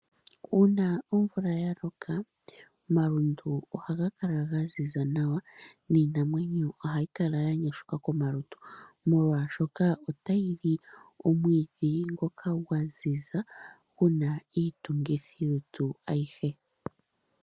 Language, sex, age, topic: Oshiwambo, female, 18-24, agriculture